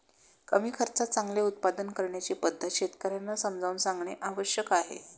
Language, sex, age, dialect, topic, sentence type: Marathi, female, 56-60, Standard Marathi, agriculture, statement